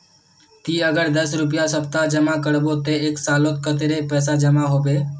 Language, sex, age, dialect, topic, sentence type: Magahi, male, 18-24, Northeastern/Surjapuri, banking, question